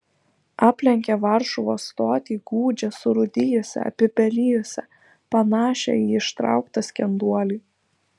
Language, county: Lithuanian, Kaunas